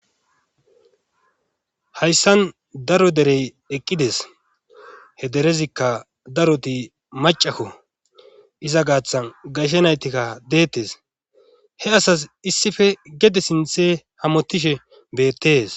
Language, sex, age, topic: Gamo, male, 25-35, government